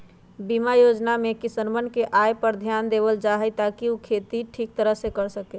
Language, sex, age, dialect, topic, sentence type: Magahi, female, 51-55, Western, agriculture, statement